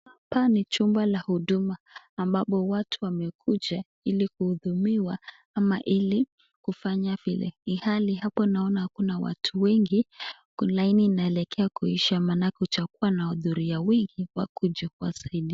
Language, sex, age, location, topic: Swahili, female, 18-24, Nakuru, government